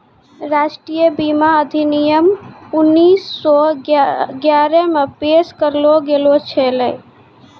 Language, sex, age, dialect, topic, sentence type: Maithili, female, 18-24, Angika, banking, statement